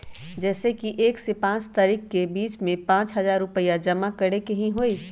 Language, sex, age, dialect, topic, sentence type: Magahi, female, 25-30, Western, banking, question